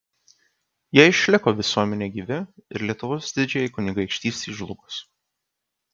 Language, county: Lithuanian, Kaunas